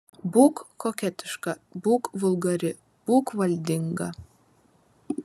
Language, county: Lithuanian, Vilnius